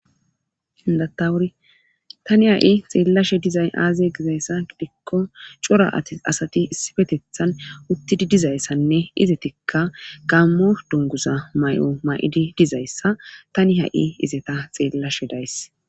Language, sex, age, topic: Gamo, female, 25-35, government